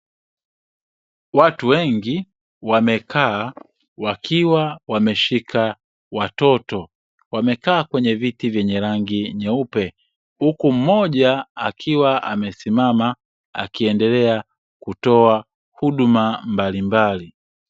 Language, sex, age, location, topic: Swahili, male, 25-35, Dar es Salaam, health